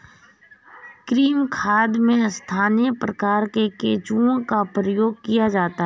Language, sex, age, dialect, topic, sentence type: Hindi, female, 31-35, Marwari Dhudhari, agriculture, statement